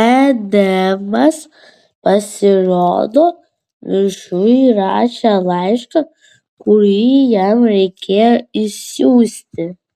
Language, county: Lithuanian, Vilnius